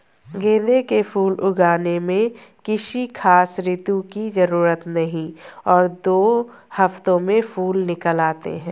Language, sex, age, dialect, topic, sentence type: Hindi, female, 18-24, Hindustani Malvi Khadi Boli, agriculture, statement